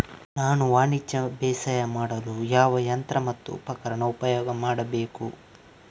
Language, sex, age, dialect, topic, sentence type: Kannada, male, 18-24, Coastal/Dakshin, agriculture, question